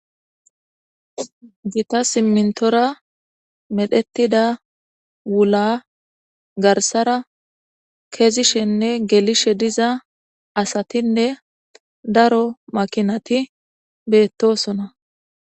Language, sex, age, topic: Gamo, female, 25-35, government